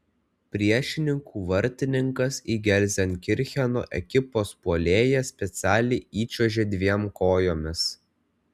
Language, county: Lithuanian, Kaunas